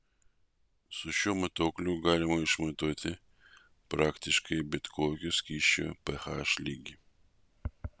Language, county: Lithuanian, Vilnius